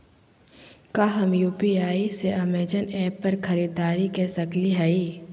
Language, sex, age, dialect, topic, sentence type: Magahi, female, 25-30, Southern, banking, question